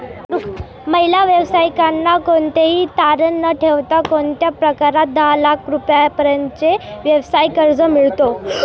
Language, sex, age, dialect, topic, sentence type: Marathi, female, 18-24, Standard Marathi, banking, question